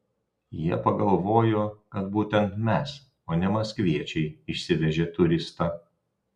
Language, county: Lithuanian, Telšiai